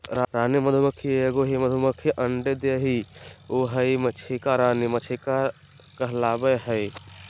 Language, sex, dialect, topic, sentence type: Magahi, male, Southern, agriculture, statement